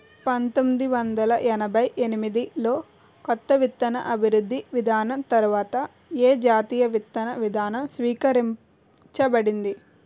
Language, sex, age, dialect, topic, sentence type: Telugu, female, 18-24, Utterandhra, agriculture, question